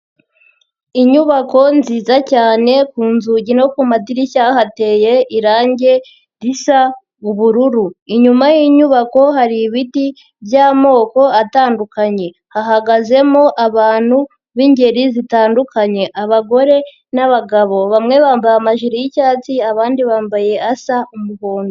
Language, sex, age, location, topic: Kinyarwanda, female, 50+, Nyagatare, education